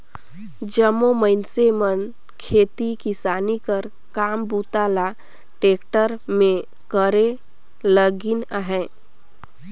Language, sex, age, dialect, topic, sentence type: Chhattisgarhi, female, 25-30, Northern/Bhandar, agriculture, statement